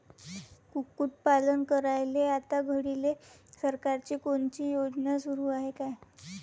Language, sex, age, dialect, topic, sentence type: Marathi, female, 18-24, Varhadi, agriculture, question